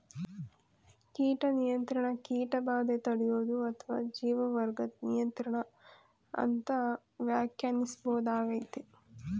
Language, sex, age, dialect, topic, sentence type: Kannada, female, 25-30, Mysore Kannada, agriculture, statement